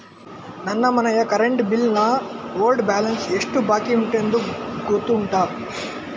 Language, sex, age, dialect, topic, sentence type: Kannada, male, 18-24, Coastal/Dakshin, banking, question